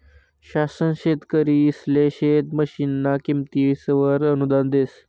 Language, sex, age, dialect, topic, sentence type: Marathi, male, 18-24, Northern Konkan, agriculture, statement